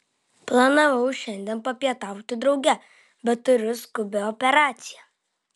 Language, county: Lithuanian, Vilnius